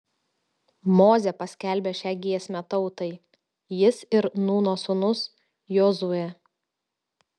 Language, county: Lithuanian, Telšiai